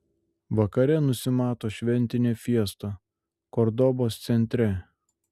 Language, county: Lithuanian, Šiauliai